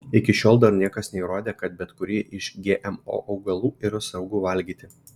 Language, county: Lithuanian, Šiauliai